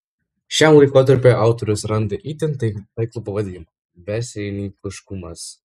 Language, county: Lithuanian, Vilnius